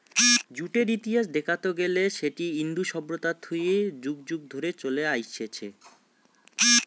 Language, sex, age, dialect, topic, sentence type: Bengali, male, 25-30, Rajbangshi, agriculture, statement